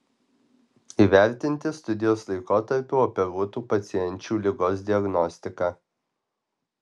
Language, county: Lithuanian, Alytus